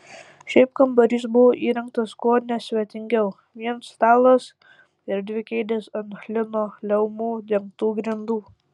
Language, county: Lithuanian, Tauragė